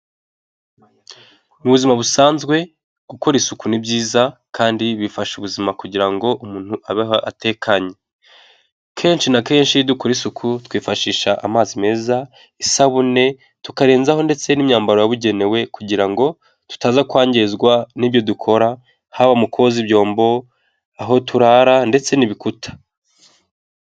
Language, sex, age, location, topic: Kinyarwanda, male, 18-24, Nyagatare, health